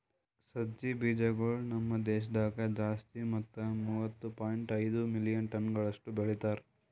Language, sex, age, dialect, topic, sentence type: Kannada, male, 18-24, Northeastern, agriculture, statement